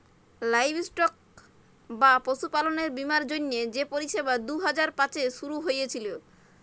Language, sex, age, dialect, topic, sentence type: Bengali, male, 18-24, Jharkhandi, agriculture, statement